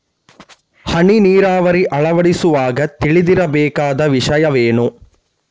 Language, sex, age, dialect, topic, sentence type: Kannada, male, 31-35, Coastal/Dakshin, agriculture, question